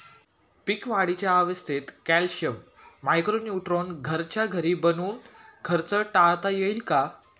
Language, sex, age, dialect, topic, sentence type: Marathi, male, 18-24, Standard Marathi, agriculture, question